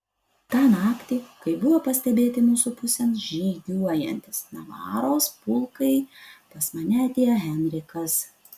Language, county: Lithuanian, Utena